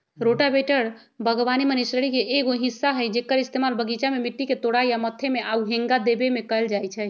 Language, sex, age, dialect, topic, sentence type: Magahi, female, 36-40, Western, agriculture, statement